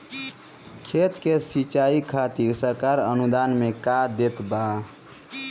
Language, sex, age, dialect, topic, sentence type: Bhojpuri, male, 25-30, Northern, agriculture, question